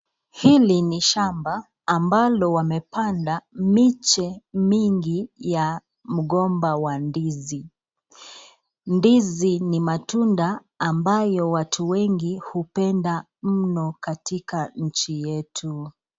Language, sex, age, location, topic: Swahili, female, 25-35, Nakuru, agriculture